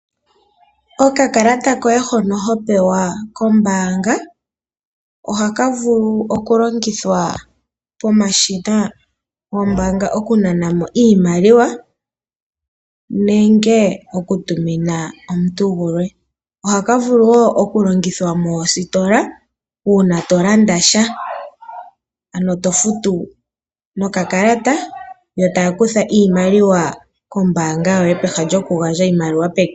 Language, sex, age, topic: Oshiwambo, female, 18-24, finance